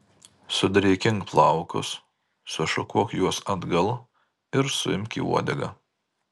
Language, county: Lithuanian, Marijampolė